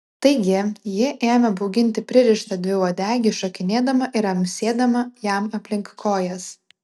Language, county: Lithuanian, Vilnius